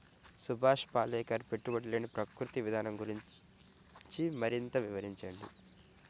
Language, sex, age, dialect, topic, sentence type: Telugu, male, 25-30, Central/Coastal, agriculture, question